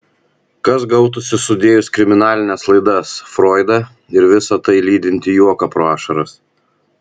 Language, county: Lithuanian, Vilnius